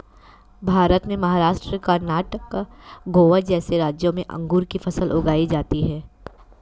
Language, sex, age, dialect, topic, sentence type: Hindi, female, 25-30, Marwari Dhudhari, agriculture, statement